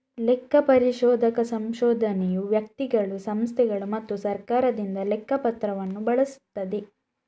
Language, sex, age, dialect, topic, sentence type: Kannada, female, 31-35, Coastal/Dakshin, banking, statement